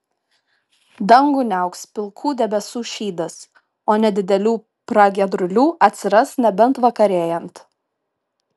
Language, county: Lithuanian, Šiauliai